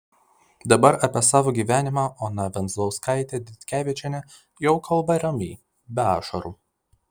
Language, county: Lithuanian, Vilnius